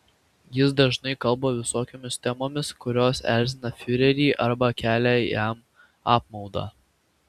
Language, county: Lithuanian, Vilnius